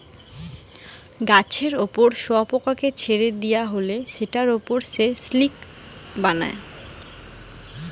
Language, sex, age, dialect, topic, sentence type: Bengali, female, 25-30, Western, agriculture, statement